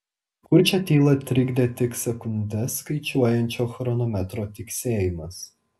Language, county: Lithuanian, Telšiai